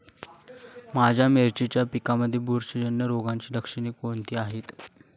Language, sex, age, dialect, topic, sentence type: Marathi, male, 18-24, Standard Marathi, agriculture, question